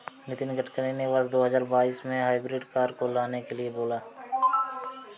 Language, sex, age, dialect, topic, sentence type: Hindi, male, 25-30, Awadhi Bundeli, banking, statement